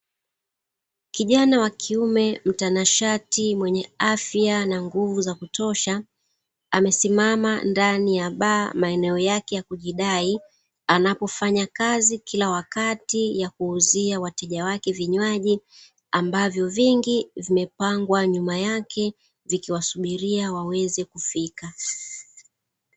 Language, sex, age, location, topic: Swahili, female, 36-49, Dar es Salaam, finance